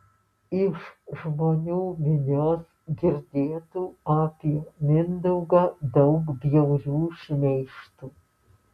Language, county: Lithuanian, Alytus